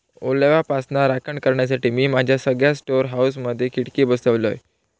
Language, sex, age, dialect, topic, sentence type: Marathi, male, 18-24, Southern Konkan, agriculture, statement